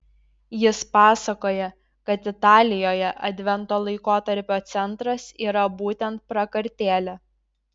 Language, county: Lithuanian, Šiauliai